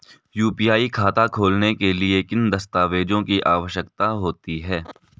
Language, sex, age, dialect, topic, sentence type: Hindi, male, 18-24, Marwari Dhudhari, banking, question